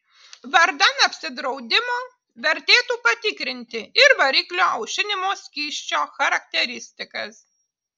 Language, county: Lithuanian, Utena